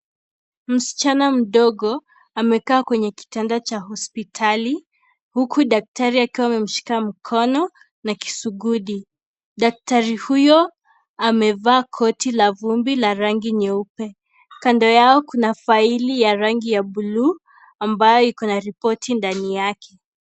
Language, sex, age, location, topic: Swahili, female, 18-24, Kisii, health